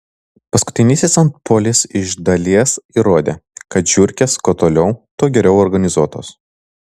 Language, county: Lithuanian, Vilnius